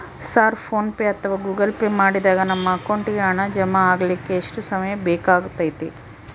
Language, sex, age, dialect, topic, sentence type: Kannada, female, 25-30, Central, banking, question